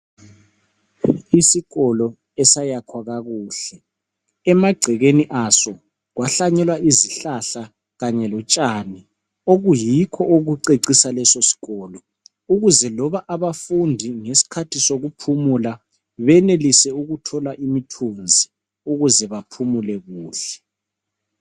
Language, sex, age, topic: North Ndebele, male, 36-49, education